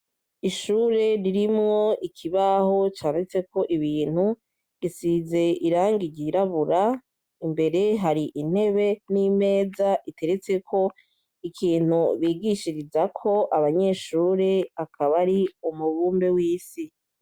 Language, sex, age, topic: Rundi, male, 36-49, education